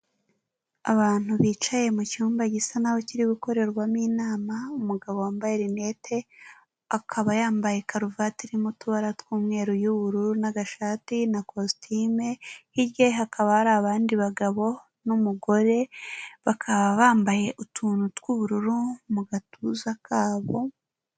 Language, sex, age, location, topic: Kinyarwanda, female, 18-24, Kigali, government